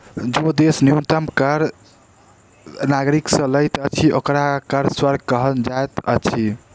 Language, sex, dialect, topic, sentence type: Maithili, male, Southern/Standard, banking, statement